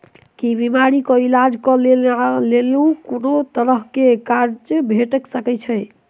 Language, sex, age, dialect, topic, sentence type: Maithili, male, 18-24, Southern/Standard, banking, question